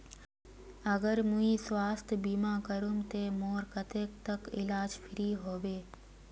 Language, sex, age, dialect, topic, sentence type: Magahi, female, 18-24, Northeastern/Surjapuri, banking, question